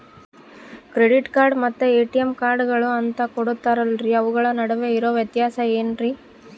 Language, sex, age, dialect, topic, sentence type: Kannada, female, 31-35, Central, banking, question